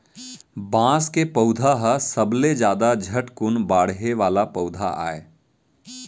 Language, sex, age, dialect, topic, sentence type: Chhattisgarhi, male, 31-35, Central, agriculture, statement